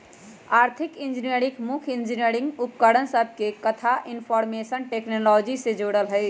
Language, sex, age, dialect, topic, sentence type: Magahi, female, 18-24, Western, banking, statement